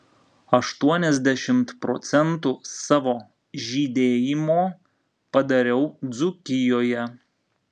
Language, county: Lithuanian, Vilnius